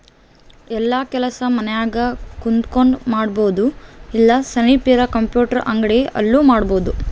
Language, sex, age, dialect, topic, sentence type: Kannada, female, 18-24, Central, banking, statement